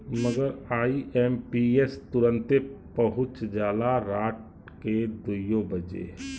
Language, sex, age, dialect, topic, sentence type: Bhojpuri, male, 36-40, Western, banking, statement